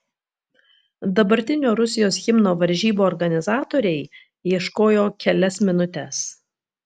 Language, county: Lithuanian, Vilnius